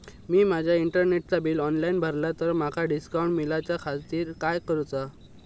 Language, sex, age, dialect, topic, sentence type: Marathi, male, 18-24, Southern Konkan, banking, question